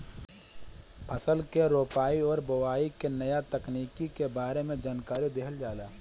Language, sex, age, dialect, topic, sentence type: Bhojpuri, male, 25-30, Northern, agriculture, statement